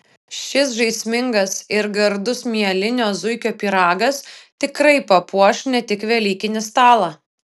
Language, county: Lithuanian, Vilnius